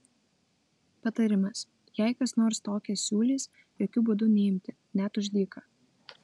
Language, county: Lithuanian, Vilnius